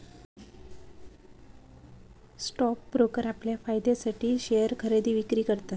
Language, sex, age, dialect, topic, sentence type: Marathi, female, 18-24, Southern Konkan, banking, statement